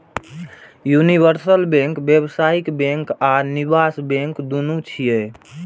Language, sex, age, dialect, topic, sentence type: Maithili, male, 18-24, Eastern / Thethi, banking, statement